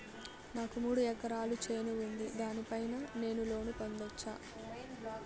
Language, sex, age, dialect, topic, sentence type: Telugu, female, 18-24, Southern, banking, question